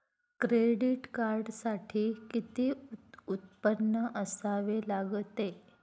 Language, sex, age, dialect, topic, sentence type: Marathi, female, 25-30, Standard Marathi, banking, question